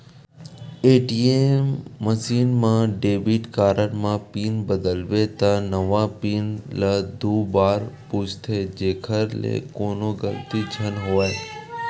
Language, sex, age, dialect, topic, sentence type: Chhattisgarhi, male, 31-35, Western/Budati/Khatahi, banking, statement